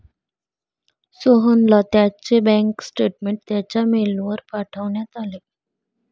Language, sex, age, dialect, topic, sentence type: Marathi, female, 25-30, Standard Marathi, banking, statement